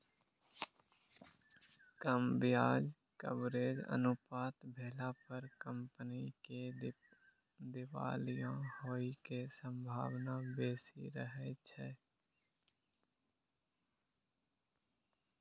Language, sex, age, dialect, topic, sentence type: Maithili, male, 18-24, Eastern / Thethi, banking, statement